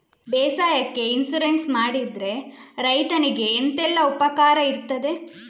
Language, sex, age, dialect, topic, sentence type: Kannada, female, 56-60, Coastal/Dakshin, banking, question